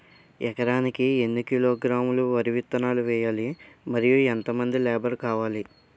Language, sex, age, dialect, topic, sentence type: Telugu, male, 18-24, Utterandhra, agriculture, question